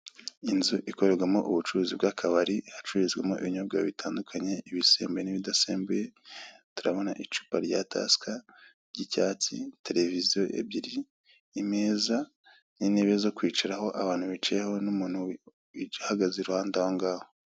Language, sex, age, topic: Kinyarwanda, male, 25-35, finance